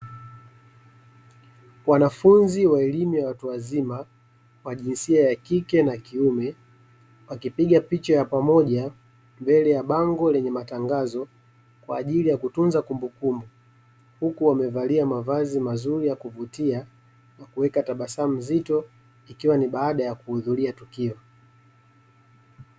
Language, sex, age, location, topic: Swahili, male, 25-35, Dar es Salaam, education